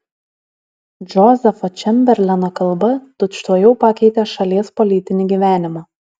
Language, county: Lithuanian, Alytus